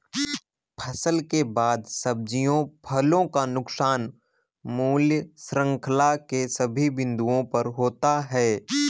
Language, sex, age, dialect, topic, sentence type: Hindi, male, 18-24, Awadhi Bundeli, agriculture, statement